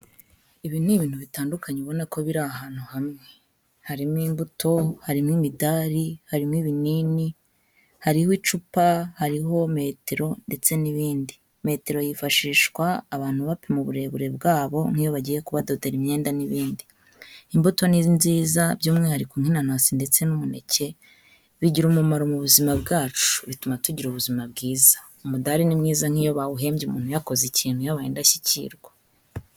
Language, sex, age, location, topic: Kinyarwanda, female, 25-35, Kigali, health